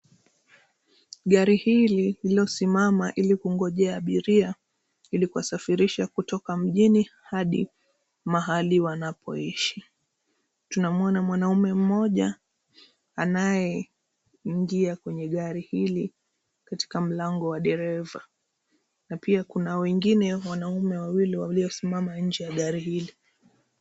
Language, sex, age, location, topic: Swahili, female, 25-35, Nairobi, government